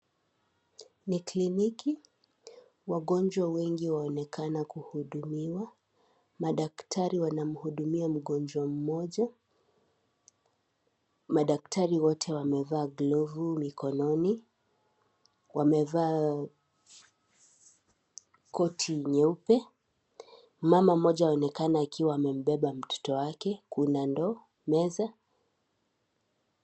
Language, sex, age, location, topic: Swahili, female, 18-24, Kisii, health